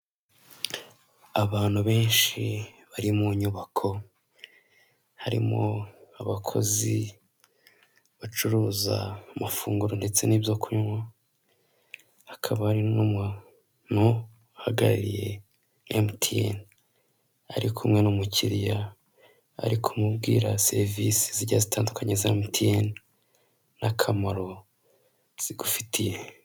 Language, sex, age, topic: Kinyarwanda, male, 18-24, finance